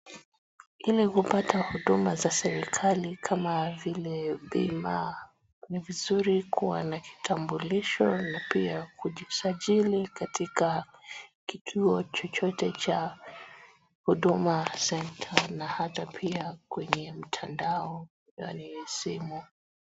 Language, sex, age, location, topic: Swahili, female, 25-35, Wajir, government